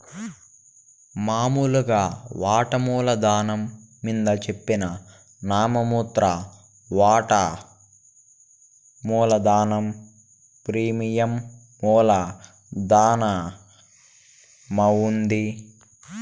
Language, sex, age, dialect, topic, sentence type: Telugu, male, 56-60, Southern, banking, statement